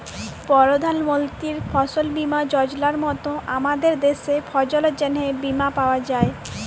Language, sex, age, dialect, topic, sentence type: Bengali, female, 18-24, Jharkhandi, agriculture, statement